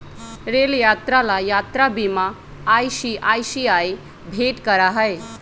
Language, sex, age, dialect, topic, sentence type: Magahi, female, 31-35, Western, banking, statement